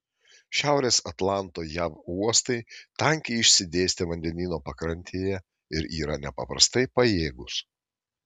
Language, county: Lithuanian, Šiauliai